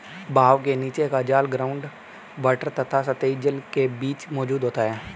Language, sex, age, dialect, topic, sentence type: Hindi, male, 18-24, Hindustani Malvi Khadi Boli, agriculture, statement